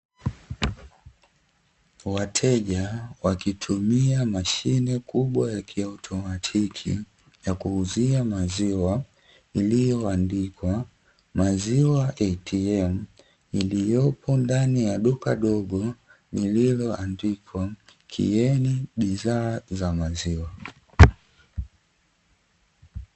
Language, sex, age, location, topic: Swahili, male, 18-24, Dar es Salaam, finance